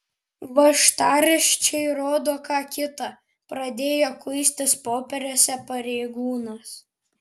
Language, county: Lithuanian, Panevėžys